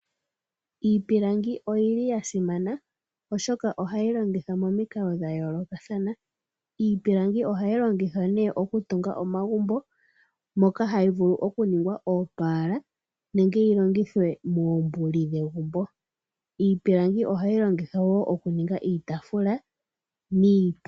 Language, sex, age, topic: Oshiwambo, female, 18-24, agriculture